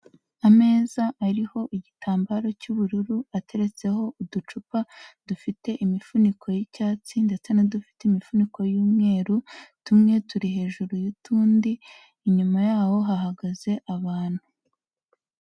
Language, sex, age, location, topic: Kinyarwanda, female, 18-24, Huye, health